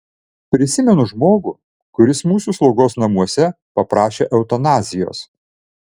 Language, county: Lithuanian, Vilnius